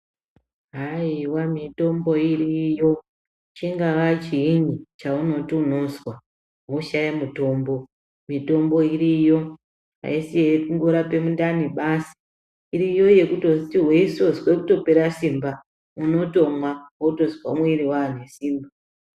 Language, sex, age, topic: Ndau, female, 36-49, health